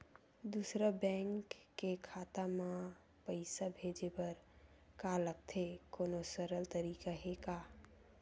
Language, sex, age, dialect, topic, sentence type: Chhattisgarhi, female, 18-24, Western/Budati/Khatahi, banking, question